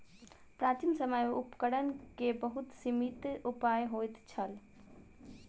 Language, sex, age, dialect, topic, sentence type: Maithili, female, 18-24, Southern/Standard, agriculture, statement